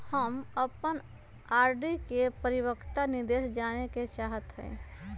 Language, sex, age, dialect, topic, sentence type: Magahi, female, 25-30, Western, banking, statement